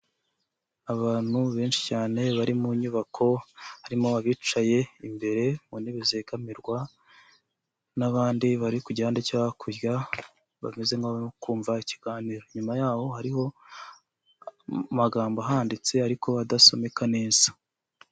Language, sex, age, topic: Kinyarwanda, male, 25-35, health